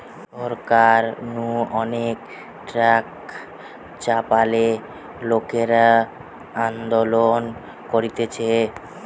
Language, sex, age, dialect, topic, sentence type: Bengali, male, 18-24, Western, banking, statement